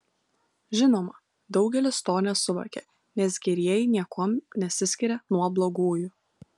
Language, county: Lithuanian, Kaunas